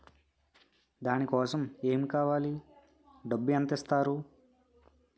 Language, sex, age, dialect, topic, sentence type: Telugu, male, 18-24, Utterandhra, banking, question